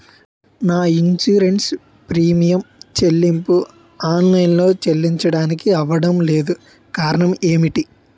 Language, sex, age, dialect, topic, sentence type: Telugu, male, 18-24, Utterandhra, banking, question